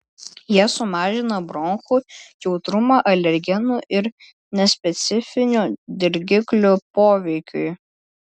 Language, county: Lithuanian, Klaipėda